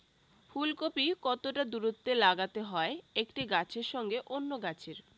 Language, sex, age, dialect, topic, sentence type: Bengali, female, 18-24, Rajbangshi, agriculture, question